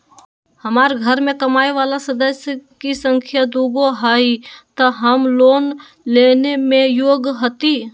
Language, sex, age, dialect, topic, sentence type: Magahi, male, 18-24, Western, banking, question